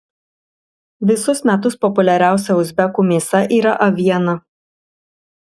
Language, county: Lithuanian, Marijampolė